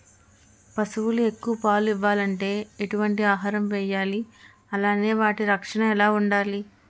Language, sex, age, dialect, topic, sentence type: Telugu, female, 18-24, Utterandhra, agriculture, question